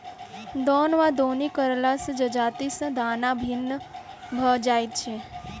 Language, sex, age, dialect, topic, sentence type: Maithili, female, 18-24, Southern/Standard, agriculture, statement